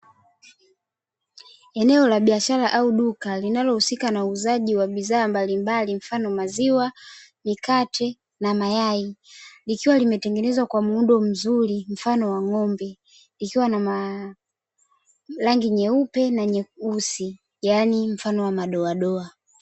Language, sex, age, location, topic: Swahili, female, 25-35, Dar es Salaam, finance